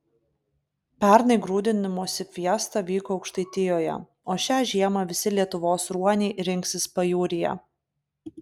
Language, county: Lithuanian, Klaipėda